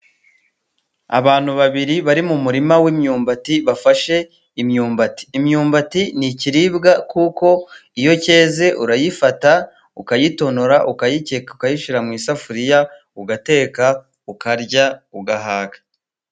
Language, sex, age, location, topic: Kinyarwanda, male, 25-35, Burera, agriculture